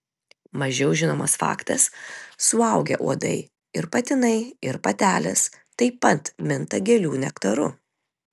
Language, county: Lithuanian, Telšiai